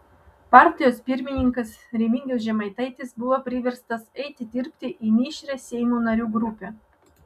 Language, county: Lithuanian, Vilnius